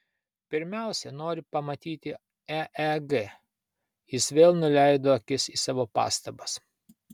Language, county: Lithuanian, Vilnius